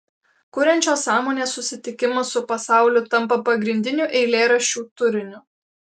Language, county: Lithuanian, Alytus